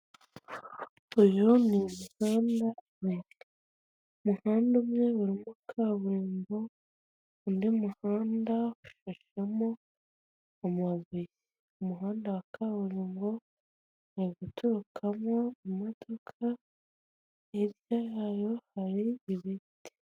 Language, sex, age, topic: Kinyarwanda, female, 25-35, government